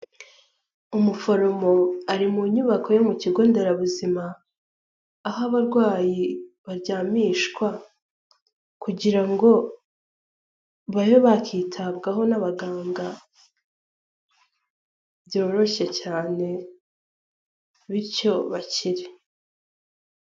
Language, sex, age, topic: Kinyarwanda, female, 18-24, health